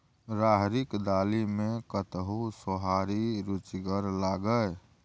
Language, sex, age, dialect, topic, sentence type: Maithili, male, 36-40, Bajjika, agriculture, statement